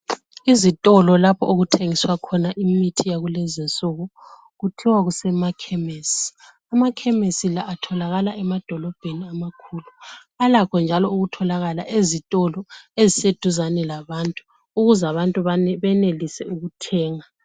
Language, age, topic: North Ndebele, 36-49, health